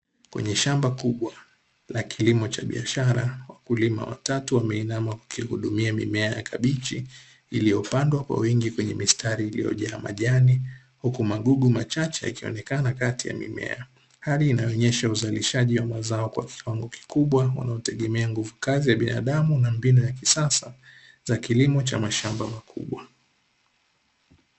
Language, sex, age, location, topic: Swahili, male, 18-24, Dar es Salaam, agriculture